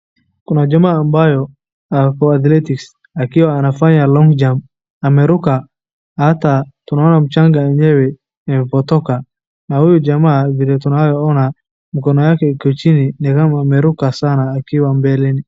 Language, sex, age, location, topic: Swahili, male, 36-49, Wajir, education